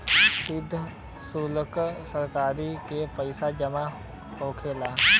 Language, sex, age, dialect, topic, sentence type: Bhojpuri, male, 18-24, Western, banking, statement